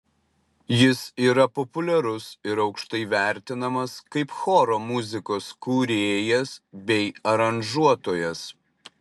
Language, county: Lithuanian, Utena